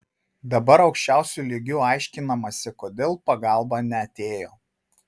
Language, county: Lithuanian, Marijampolė